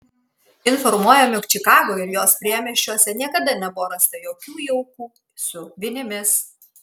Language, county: Lithuanian, Kaunas